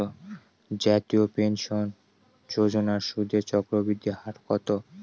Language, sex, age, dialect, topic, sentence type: Bengali, male, 18-24, Northern/Varendri, banking, question